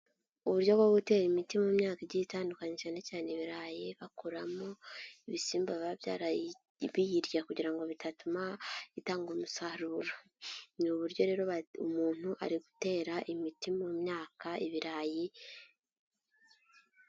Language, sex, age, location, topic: Kinyarwanda, female, 18-24, Nyagatare, agriculture